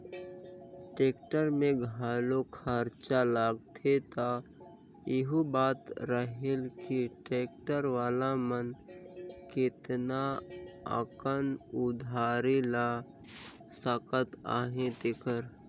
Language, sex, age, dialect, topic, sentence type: Chhattisgarhi, male, 56-60, Northern/Bhandar, banking, statement